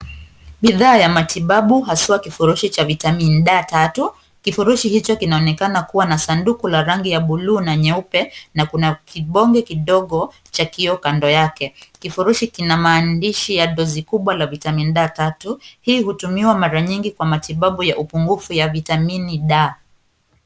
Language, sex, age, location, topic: Swahili, female, 25-35, Kisumu, health